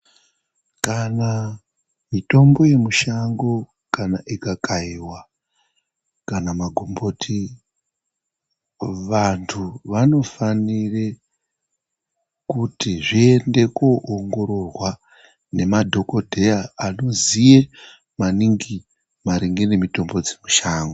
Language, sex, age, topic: Ndau, male, 36-49, health